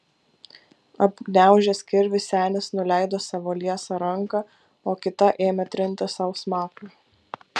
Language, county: Lithuanian, Kaunas